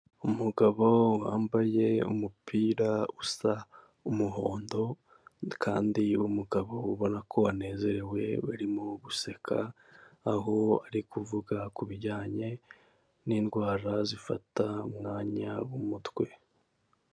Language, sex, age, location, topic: Kinyarwanda, male, 18-24, Kigali, health